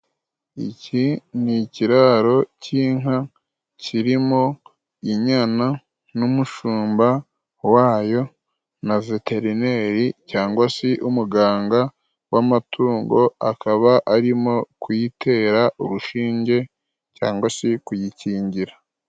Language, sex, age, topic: Kinyarwanda, male, 25-35, agriculture